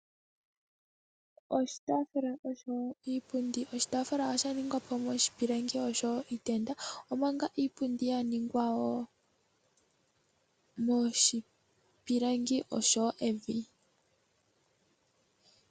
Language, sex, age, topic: Oshiwambo, female, 18-24, finance